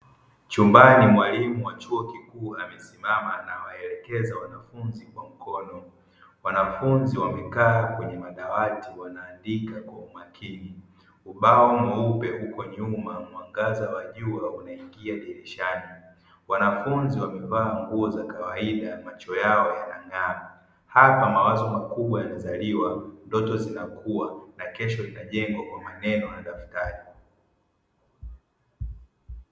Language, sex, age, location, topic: Swahili, male, 50+, Dar es Salaam, education